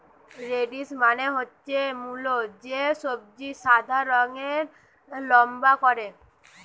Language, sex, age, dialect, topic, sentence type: Bengali, female, 18-24, Western, agriculture, statement